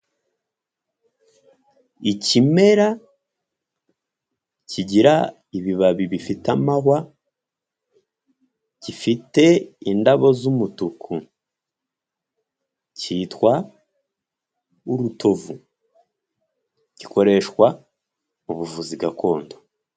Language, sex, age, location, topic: Kinyarwanda, male, 25-35, Huye, health